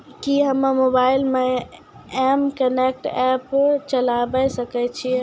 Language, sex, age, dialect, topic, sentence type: Maithili, female, 18-24, Angika, banking, question